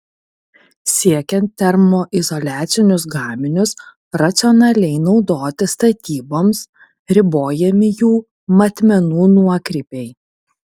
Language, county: Lithuanian, Kaunas